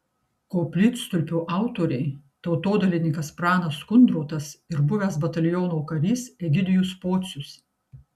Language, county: Lithuanian, Kaunas